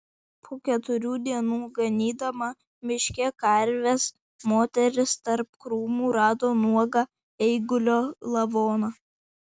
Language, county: Lithuanian, Vilnius